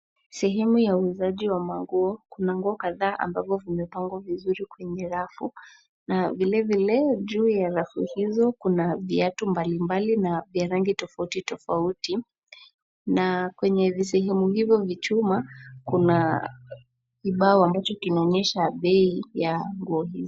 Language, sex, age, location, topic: Swahili, female, 18-24, Nairobi, finance